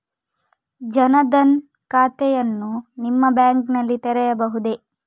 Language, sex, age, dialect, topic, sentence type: Kannada, female, 25-30, Coastal/Dakshin, banking, question